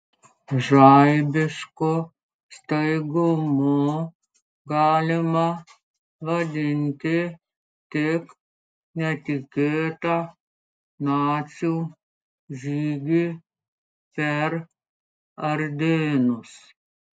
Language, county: Lithuanian, Klaipėda